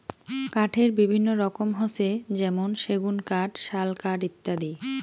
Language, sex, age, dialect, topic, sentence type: Bengali, female, 25-30, Rajbangshi, agriculture, statement